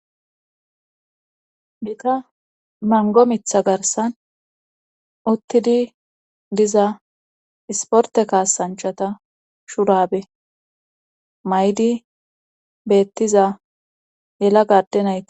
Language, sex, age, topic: Gamo, female, 25-35, government